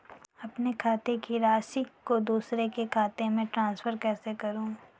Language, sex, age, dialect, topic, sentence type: Hindi, female, 41-45, Kanauji Braj Bhasha, banking, question